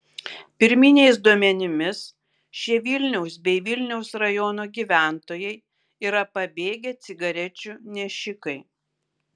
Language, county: Lithuanian, Kaunas